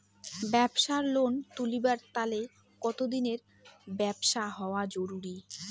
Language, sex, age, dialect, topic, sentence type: Bengali, female, 18-24, Rajbangshi, banking, question